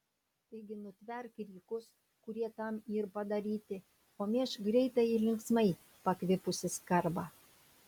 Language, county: Lithuanian, Šiauliai